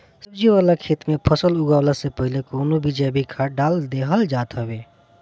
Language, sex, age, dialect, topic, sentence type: Bhojpuri, male, 25-30, Northern, agriculture, statement